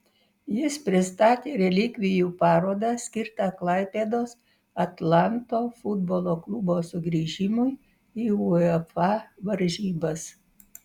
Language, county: Lithuanian, Vilnius